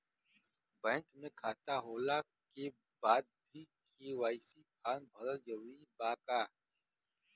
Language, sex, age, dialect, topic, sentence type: Bhojpuri, male, 41-45, Western, banking, question